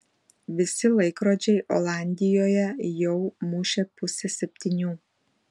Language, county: Lithuanian, Panevėžys